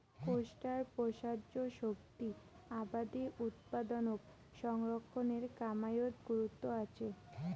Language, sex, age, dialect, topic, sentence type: Bengali, female, 18-24, Rajbangshi, agriculture, statement